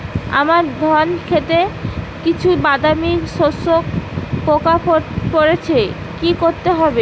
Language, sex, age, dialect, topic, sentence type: Bengali, female, 25-30, Rajbangshi, agriculture, question